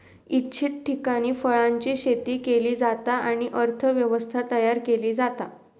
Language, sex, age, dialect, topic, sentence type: Marathi, female, 51-55, Southern Konkan, agriculture, statement